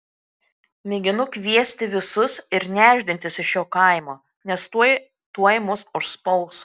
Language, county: Lithuanian, Kaunas